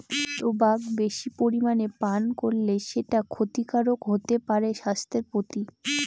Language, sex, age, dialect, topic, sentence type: Bengali, female, 18-24, Northern/Varendri, agriculture, statement